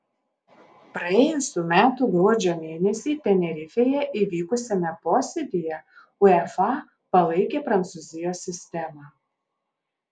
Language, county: Lithuanian, Alytus